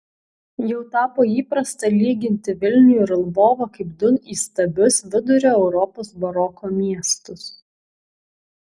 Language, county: Lithuanian, Kaunas